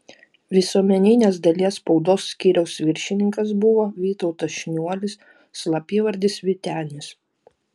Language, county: Lithuanian, Vilnius